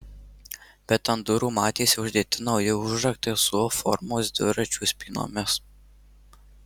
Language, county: Lithuanian, Marijampolė